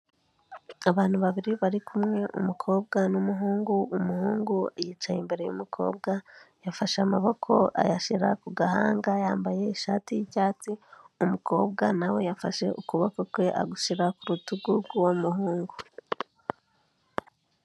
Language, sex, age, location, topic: Kinyarwanda, female, 18-24, Kigali, health